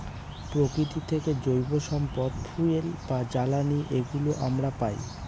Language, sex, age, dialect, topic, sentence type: Bengali, male, 18-24, Northern/Varendri, agriculture, statement